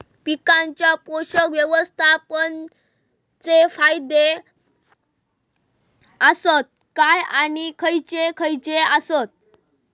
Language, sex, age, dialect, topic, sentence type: Marathi, male, 18-24, Southern Konkan, agriculture, question